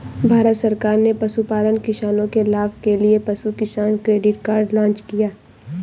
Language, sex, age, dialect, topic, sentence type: Hindi, female, 18-24, Awadhi Bundeli, agriculture, statement